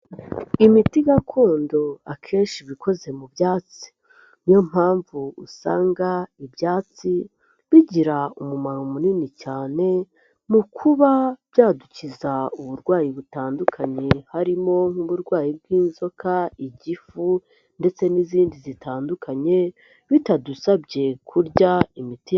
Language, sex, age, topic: Kinyarwanda, male, 25-35, health